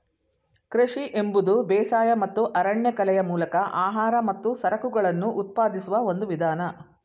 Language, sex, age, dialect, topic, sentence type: Kannada, female, 60-100, Mysore Kannada, agriculture, statement